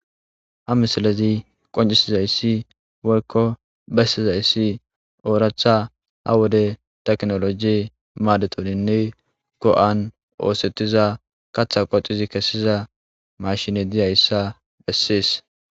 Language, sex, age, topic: Gamo, male, 18-24, agriculture